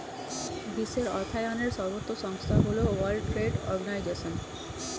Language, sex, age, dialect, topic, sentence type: Bengali, female, 31-35, Standard Colloquial, banking, statement